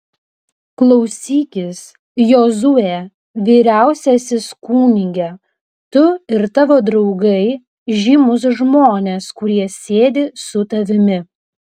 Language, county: Lithuanian, Vilnius